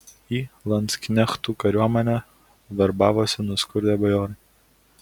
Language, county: Lithuanian, Kaunas